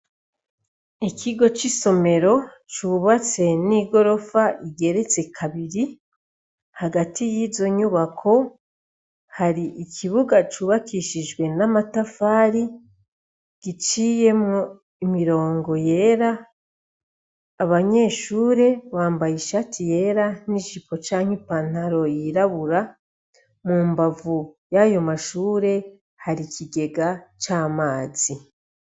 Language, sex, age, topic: Rundi, female, 36-49, education